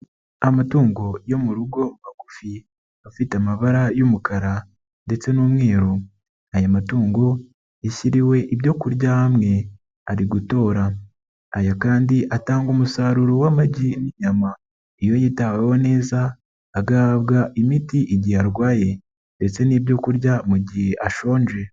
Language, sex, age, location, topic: Kinyarwanda, male, 36-49, Nyagatare, agriculture